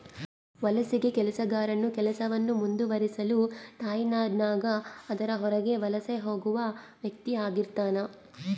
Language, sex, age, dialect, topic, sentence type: Kannada, female, 31-35, Central, agriculture, statement